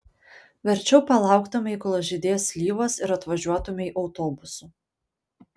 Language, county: Lithuanian, Panevėžys